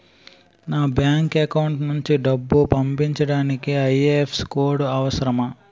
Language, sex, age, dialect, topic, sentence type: Telugu, male, 18-24, Utterandhra, banking, question